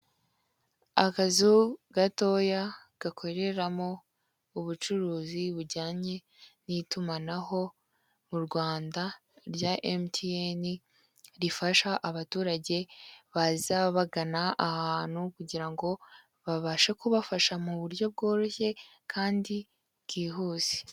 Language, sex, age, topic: Kinyarwanda, female, 25-35, finance